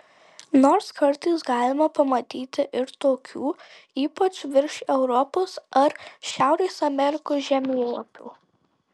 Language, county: Lithuanian, Tauragė